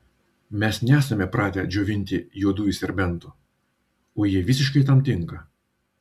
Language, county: Lithuanian, Vilnius